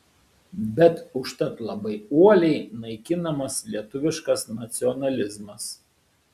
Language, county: Lithuanian, Šiauliai